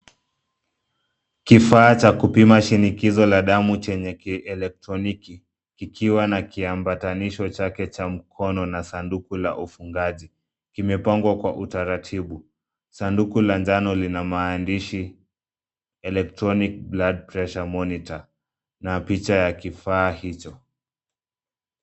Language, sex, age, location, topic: Swahili, male, 25-35, Nairobi, health